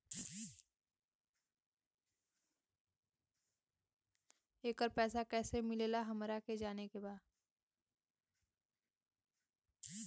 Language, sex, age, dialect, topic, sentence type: Bhojpuri, female, 18-24, Western, banking, question